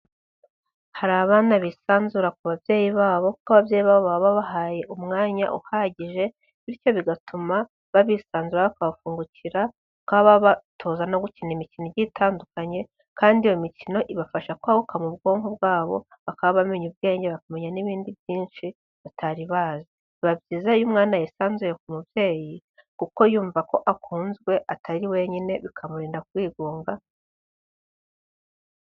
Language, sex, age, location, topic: Kinyarwanda, female, 18-24, Huye, health